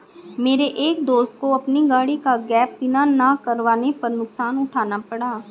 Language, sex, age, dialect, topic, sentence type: Hindi, female, 36-40, Hindustani Malvi Khadi Boli, banking, statement